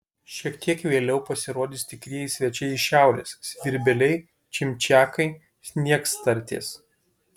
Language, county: Lithuanian, Kaunas